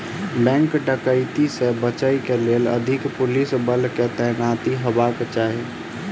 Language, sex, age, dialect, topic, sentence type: Maithili, male, 25-30, Southern/Standard, banking, statement